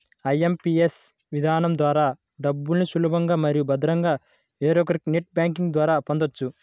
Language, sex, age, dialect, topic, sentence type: Telugu, female, 25-30, Central/Coastal, banking, statement